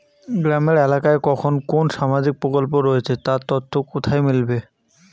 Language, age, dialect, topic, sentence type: Bengali, 18-24, Rajbangshi, banking, question